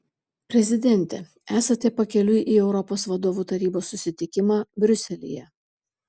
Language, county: Lithuanian, Šiauliai